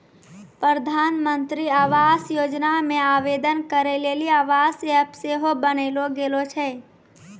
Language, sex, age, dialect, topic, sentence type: Maithili, female, 18-24, Angika, banking, statement